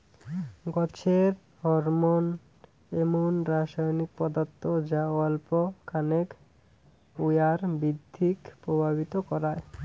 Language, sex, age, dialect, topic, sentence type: Bengali, male, 18-24, Rajbangshi, agriculture, statement